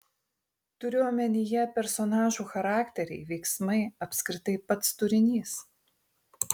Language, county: Lithuanian, Tauragė